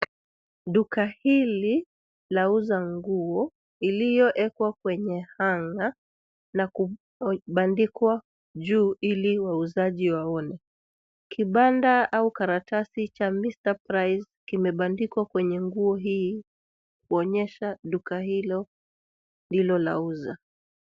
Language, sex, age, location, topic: Swahili, female, 36-49, Nairobi, finance